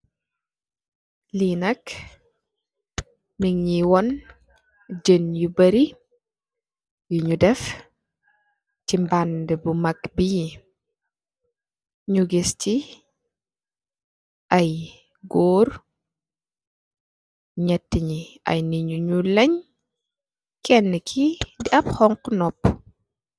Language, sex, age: Wolof, female, 18-24